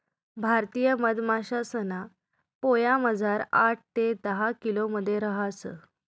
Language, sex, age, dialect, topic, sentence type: Marathi, female, 31-35, Northern Konkan, agriculture, statement